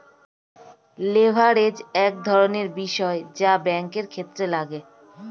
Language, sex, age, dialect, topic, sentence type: Bengali, female, 25-30, Standard Colloquial, banking, statement